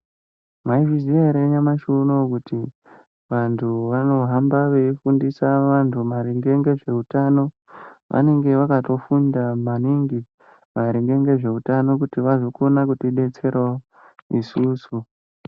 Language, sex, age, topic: Ndau, male, 18-24, health